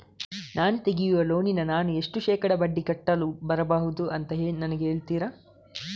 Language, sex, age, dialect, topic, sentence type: Kannada, male, 31-35, Coastal/Dakshin, banking, question